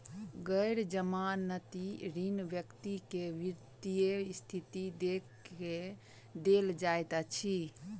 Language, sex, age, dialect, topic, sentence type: Maithili, female, 25-30, Southern/Standard, banking, statement